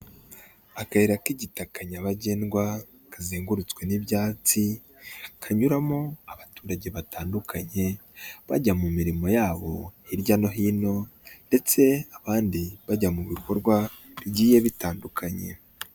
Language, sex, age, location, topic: Kinyarwanda, male, 25-35, Nyagatare, government